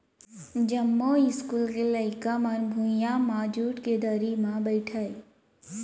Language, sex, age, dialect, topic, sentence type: Chhattisgarhi, female, 25-30, Central, agriculture, statement